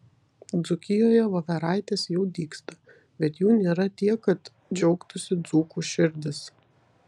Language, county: Lithuanian, Vilnius